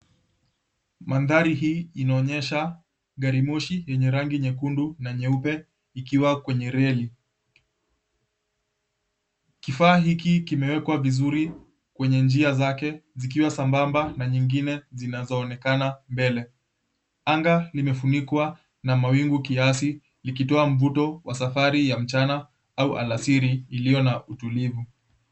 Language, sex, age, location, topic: Swahili, male, 18-24, Mombasa, government